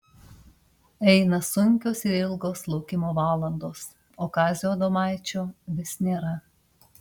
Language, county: Lithuanian, Panevėžys